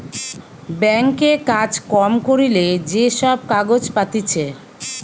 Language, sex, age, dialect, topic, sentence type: Bengali, female, 46-50, Western, banking, statement